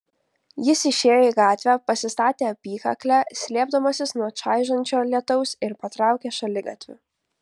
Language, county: Lithuanian, Kaunas